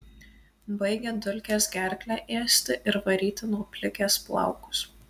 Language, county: Lithuanian, Alytus